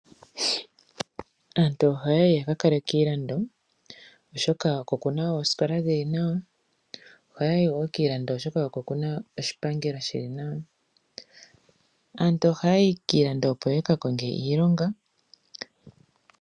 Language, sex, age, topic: Oshiwambo, female, 25-35, agriculture